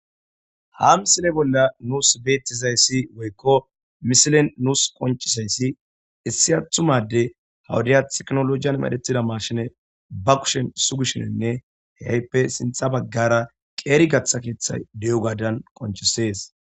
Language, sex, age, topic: Gamo, male, 25-35, agriculture